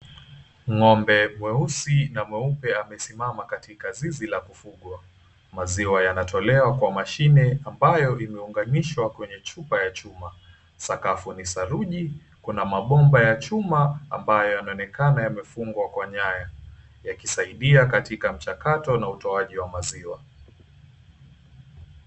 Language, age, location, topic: Swahili, 25-35, Mombasa, agriculture